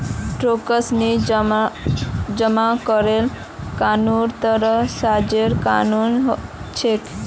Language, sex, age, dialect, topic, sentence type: Magahi, male, 18-24, Northeastern/Surjapuri, banking, statement